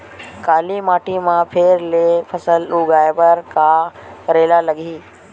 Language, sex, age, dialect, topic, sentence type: Chhattisgarhi, male, 18-24, Western/Budati/Khatahi, agriculture, question